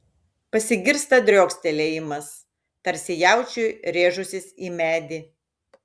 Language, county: Lithuanian, Šiauliai